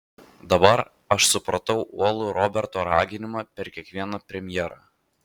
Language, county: Lithuanian, Vilnius